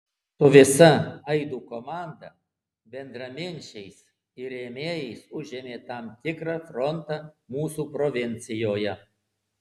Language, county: Lithuanian, Alytus